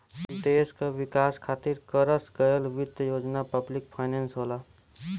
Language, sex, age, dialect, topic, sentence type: Bhojpuri, male, 18-24, Western, banking, statement